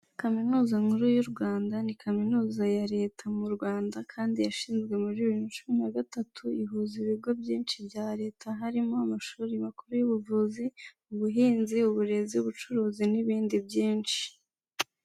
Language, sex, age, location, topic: Kinyarwanda, female, 18-24, Kigali, health